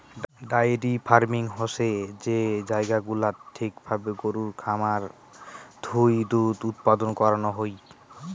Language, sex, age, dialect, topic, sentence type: Bengali, male, 60-100, Rajbangshi, agriculture, statement